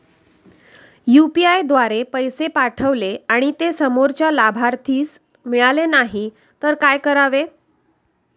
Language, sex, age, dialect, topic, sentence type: Marathi, female, 36-40, Standard Marathi, banking, question